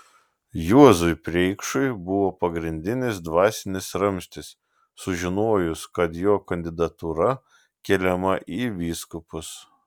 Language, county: Lithuanian, Šiauliai